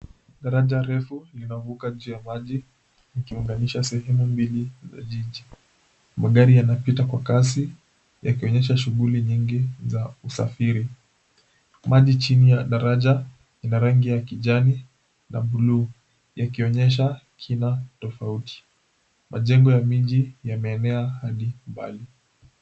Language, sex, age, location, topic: Swahili, male, 18-24, Mombasa, government